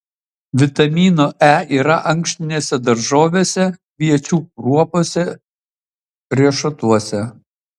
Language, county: Lithuanian, Utena